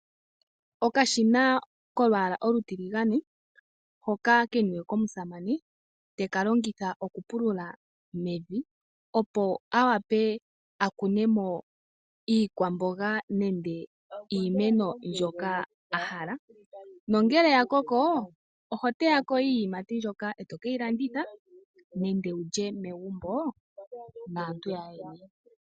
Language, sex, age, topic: Oshiwambo, female, 18-24, agriculture